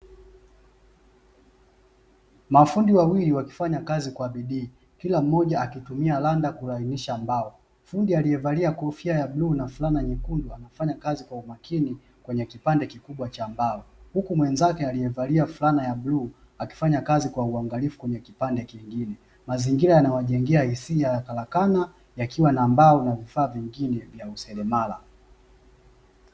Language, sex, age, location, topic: Swahili, male, 25-35, Dar es Salaam, finance